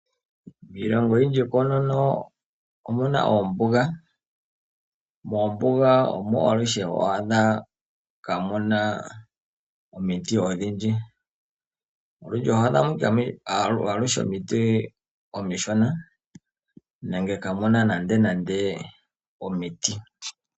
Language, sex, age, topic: Oshiwambo, male, 25-35, agriculture